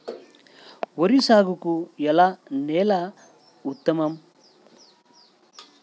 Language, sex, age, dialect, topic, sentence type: Telugu, male, 36-40, Central/Coastal, agriculture, question